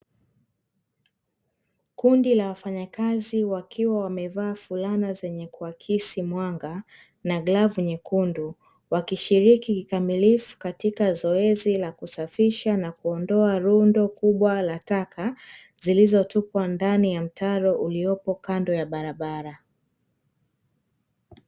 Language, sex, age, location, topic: Swahili, female, 25-35, Dar es Salaam, government